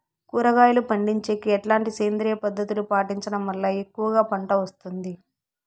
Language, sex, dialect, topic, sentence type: Telugu, female, Southern, agriculture, question